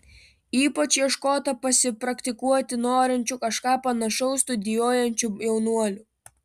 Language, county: Lithuanian, Vilnius